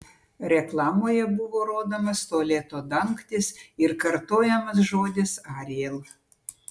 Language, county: Lithuanian, Utena